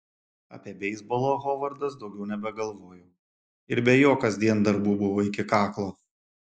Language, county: Lithuanian, Šiauliai